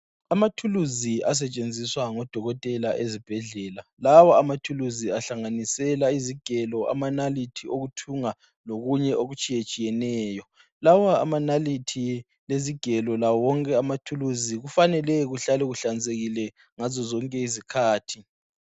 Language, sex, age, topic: North Ndebele, female, 18-24, health